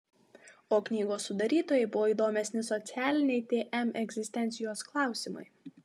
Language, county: Lithuanian, Marijampolė